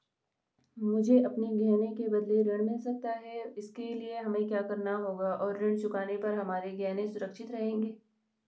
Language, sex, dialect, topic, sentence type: Hindi, female, Garhwali, banking, question